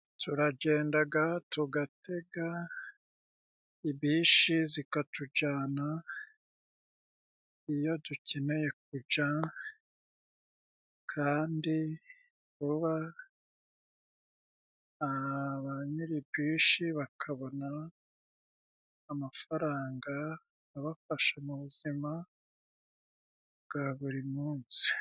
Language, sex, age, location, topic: Kinyarwanda, male, 36-49, Musanze, government